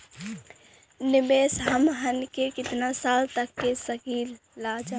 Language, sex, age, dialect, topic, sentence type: Bhojpuri, female, 25-30, Western, banking, question